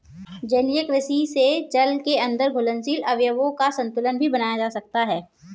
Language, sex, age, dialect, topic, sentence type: Hindi, female, 18-24, Kanauji Braj Bhasha, agriculture, statement